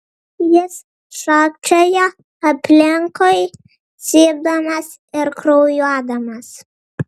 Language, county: Lithuanian, Vilnius